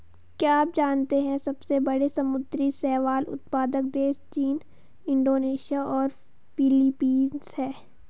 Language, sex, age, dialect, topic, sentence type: Hindi, female, 51-55, Hindustani Malvi Khadi Boli, agriculture, statement